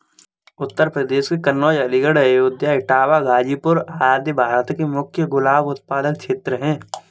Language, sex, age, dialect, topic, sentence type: Hindi, male, 18-24, Kanauji Braj Bhasha, agriculture, statement